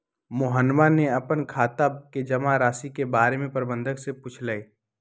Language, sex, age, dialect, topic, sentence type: Magahi, male, 18-24, Western, banking, statement